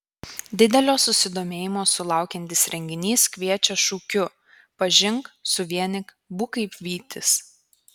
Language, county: Lithuanian, Kaunas